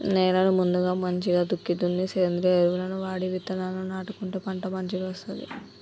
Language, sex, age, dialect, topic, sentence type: Telugu, female, 25-30, Telangana, agriculture, statement